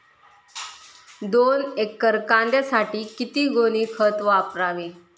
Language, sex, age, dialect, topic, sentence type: Marathi, female, 31-35, Northern Konkan, agriculture, question